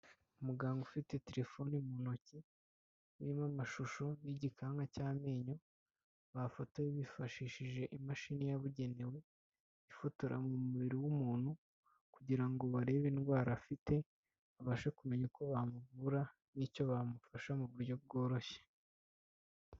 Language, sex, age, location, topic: Kinyarwanda, male, 25-35, Kigali, health